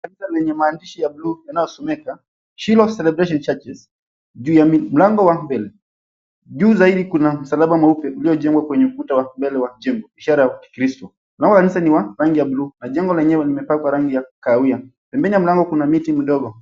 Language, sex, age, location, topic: Swahili, male, 25-35, Mombasa, government